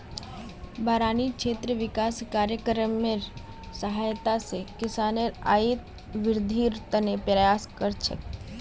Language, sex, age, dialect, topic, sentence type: Magahi, female, 18-24, Northeastern/Surjapuri, agriculture, statement